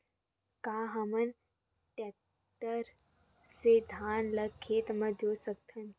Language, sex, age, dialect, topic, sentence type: Chhattisgarhi, female, 18-24, Western/Budati/Khatahi, agriculture, question